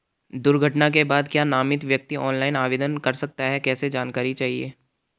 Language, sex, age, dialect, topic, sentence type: Hindi, male, 18-24, Garhwali, banking, question